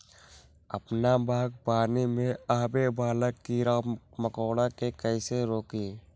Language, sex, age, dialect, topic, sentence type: Magahi, male, 18-24, Western, agriculture, question